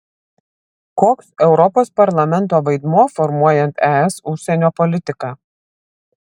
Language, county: Lithuanian, Vilnius